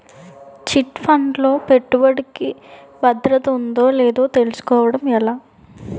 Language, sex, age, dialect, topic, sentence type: Telugu, female, 18-24, Utterandhra, banking, question